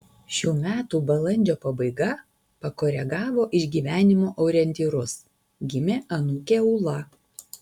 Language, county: Lithuanian, Alytus